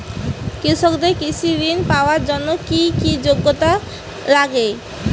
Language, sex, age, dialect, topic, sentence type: Bengali, female, 18-24, Rajbangshi, agriculture, question